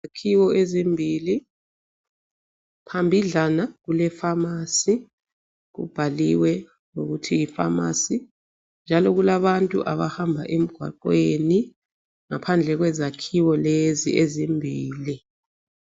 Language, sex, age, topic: North Ndebele, female, 36-49, health